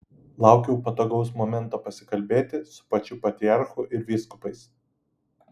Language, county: Lithuanian, Utena